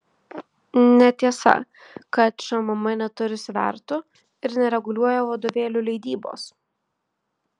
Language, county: Lithuanian, Vilnius